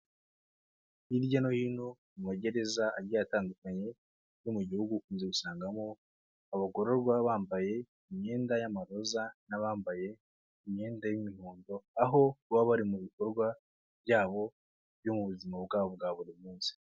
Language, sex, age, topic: Kinyarwanda, male, 25-35, government